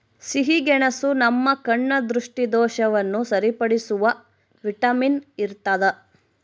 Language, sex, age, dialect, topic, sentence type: Kannada, female, 25-30, Central, agriculture, statement